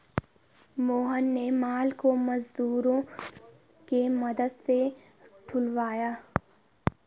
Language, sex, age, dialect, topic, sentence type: Hindi, female, 18-24, Garhwali, banking, statement